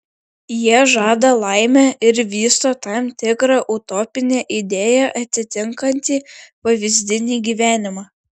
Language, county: Lithuanian, Šiauliai